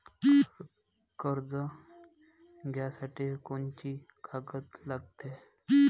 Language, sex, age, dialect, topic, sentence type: Marathi, male, 25-30, Varhadi, banking, question